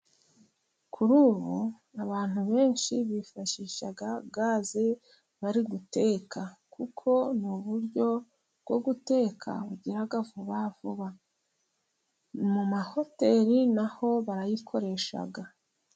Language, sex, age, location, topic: Kinyarwanda, female, 36-49, Musanze, government